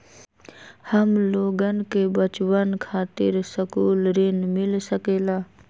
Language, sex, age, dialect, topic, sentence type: Magahi, female, 31-35, Western, banking, question